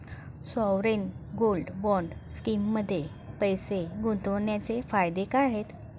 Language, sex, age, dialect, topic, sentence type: Marathi, female, 36-40, Standard Marathi, banking, question